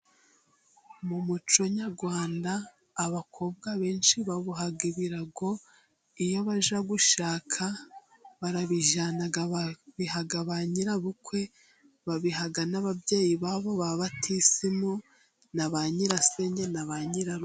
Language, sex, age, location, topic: Kinyarwanda, female, 18-24, Musanze, government